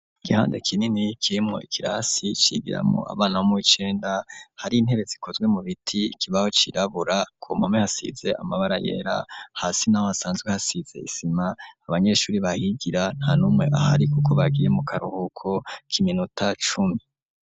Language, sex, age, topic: Rundi, female, 18-24, education